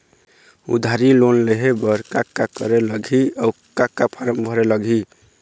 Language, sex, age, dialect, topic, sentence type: Chhattisgarhi, male, 46-50, Eastern, banking, question